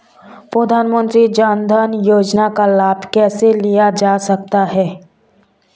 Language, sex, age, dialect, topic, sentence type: Hindi, female, 18-24, Marwari Dhudhari, banking, question